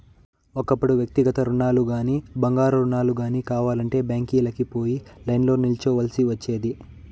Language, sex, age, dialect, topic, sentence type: Telugu, male, 18-24, Southern, banking, statement